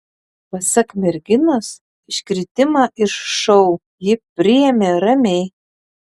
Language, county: Lithuanian, Panevėžys